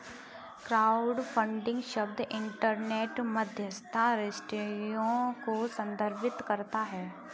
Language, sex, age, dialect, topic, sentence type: Hindi, female, 36-40, Kanauji Braj Bhasha, banking, statement